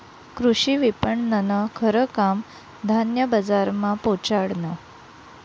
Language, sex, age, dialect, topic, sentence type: Marathi, female, 31-35, Northern Konkan, agriculture, statement